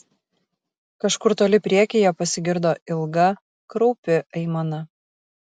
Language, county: Lithuanian, Kaunas